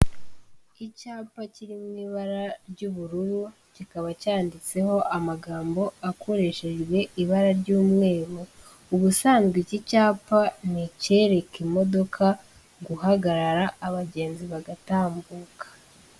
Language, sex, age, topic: Kinyarwanda, female, 18-24, government